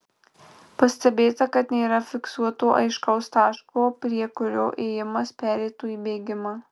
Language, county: Lithuanian, Marijampolė